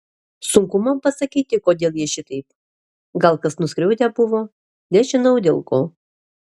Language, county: Lithuanian, Alytus